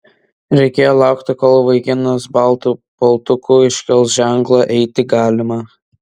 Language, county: Lithuanian, Vilnius